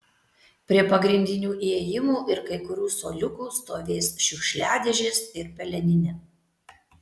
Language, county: Lithuanian, Tauragė